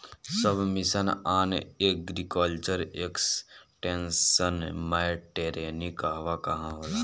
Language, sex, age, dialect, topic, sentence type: Bhojpuri, male, <18, Northern, agriculture, question